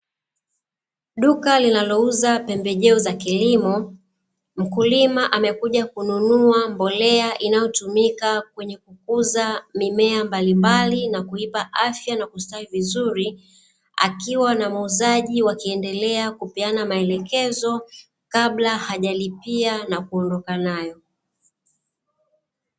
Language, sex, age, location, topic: Swahili, female, 36-49, Dar es Salaam, agriculture